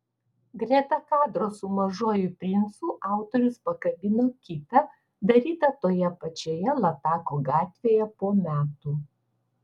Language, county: Lithuanian, Vilnius